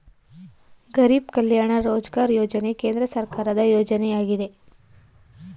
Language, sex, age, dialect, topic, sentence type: Kannada, female, 25-30, Mysore Kannada, banking, statement